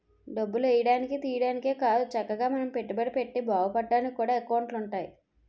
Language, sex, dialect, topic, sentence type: Telugu, female, Utterandhra, banking, statement